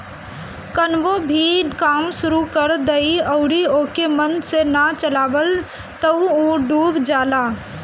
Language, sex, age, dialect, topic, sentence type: Bhojpuri, female, 18-24, Northern, banking, statement